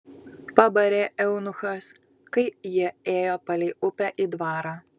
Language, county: Lithuanian, Kaunas